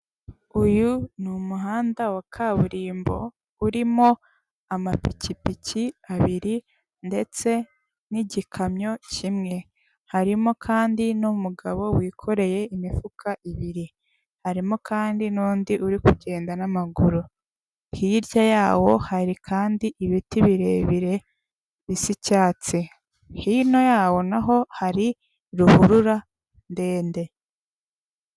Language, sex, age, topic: Kinyarwanda, female, 18-24, government